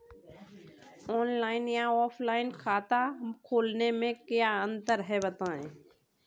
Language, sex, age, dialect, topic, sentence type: Hindi, female, 25-30, Kanauji Braj Bhasha, banking, question